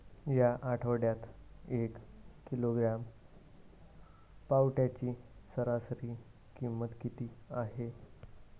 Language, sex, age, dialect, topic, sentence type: Marathi, male, 18-24, Standard Marathi, agriculture, question